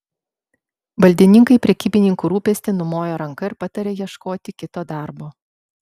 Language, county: Lithuanian, Vilnius